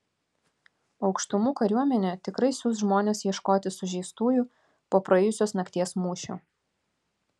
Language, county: Lithuanian, Vilnius